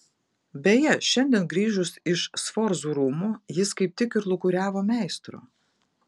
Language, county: Lithuanian, Vilnius